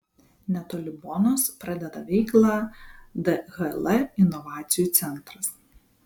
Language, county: Lithuanian, Vilnius